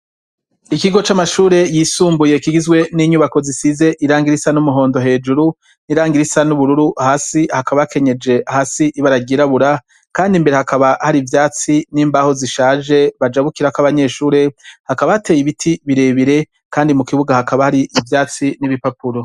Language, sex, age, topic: Rundi, female, 25-35, education